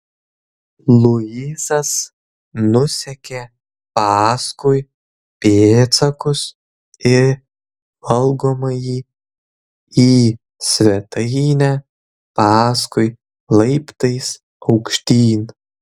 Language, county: Lithuanian, Kaunas